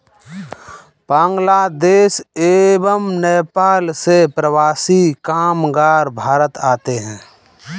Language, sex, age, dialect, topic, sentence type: Hindi, male, 18-24, Kanauji Braj Bhasha, agriculture, statement